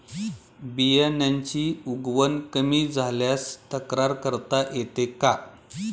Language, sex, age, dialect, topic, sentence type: Marathi, male, 41-45, Standard Marathi, agriculture, question